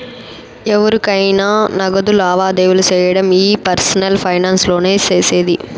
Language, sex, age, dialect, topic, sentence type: Telugu, female, 18-24, Southern, banking, statement